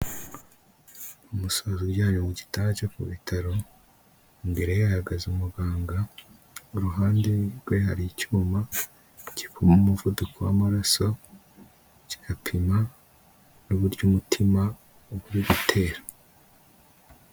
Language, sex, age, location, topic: Kinyarwanda, male, 25-35, Kigali, health